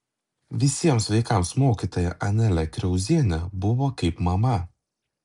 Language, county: Lithuanian, Klaipėda